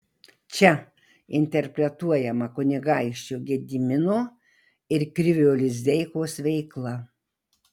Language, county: Lithuanian, Marijampolė